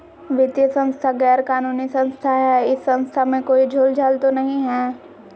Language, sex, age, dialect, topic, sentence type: Magahi, female, 60-100, Southern, banking, question